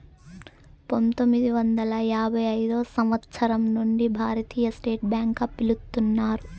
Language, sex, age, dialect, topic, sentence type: Telugu, female, 18-24, Southern, banking, statement